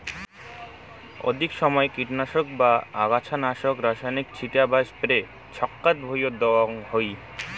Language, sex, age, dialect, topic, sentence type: Bengali, male, 18-24, Rajbangshi, agriculture, statement